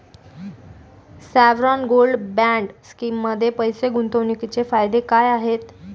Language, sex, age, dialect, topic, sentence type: Marathi, female, 18-24, Standard Marathi, banking, question